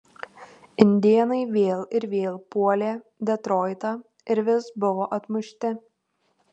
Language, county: Lithuanian, Tauragė